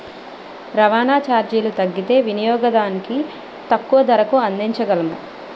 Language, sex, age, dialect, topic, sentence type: Telugu, female, 36-40, Utterandhra, banking, statement